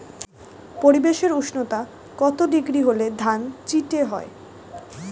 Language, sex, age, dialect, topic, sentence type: Bengali, female, 18-24, Standard Colloquial, agriculture, question